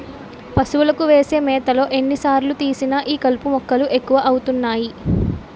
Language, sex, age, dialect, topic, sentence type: Telugu, female, 18-24, Utterandhra, agriculture, statement